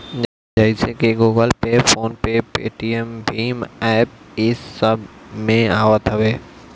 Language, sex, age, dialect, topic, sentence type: Bhojpuri, male, 60-100, Northern, banking, statement